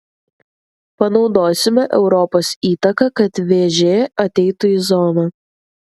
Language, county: Lithuanian, Vilnius